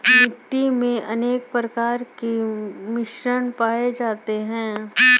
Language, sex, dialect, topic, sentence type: Hindi, female, Hindustani Malvi Khadi Boli, agriculture, statement